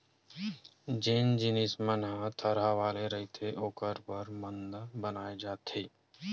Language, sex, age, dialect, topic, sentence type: Chhattisgarhi, male, 18-24, Western/Budati/Khatahi, agriculture, statement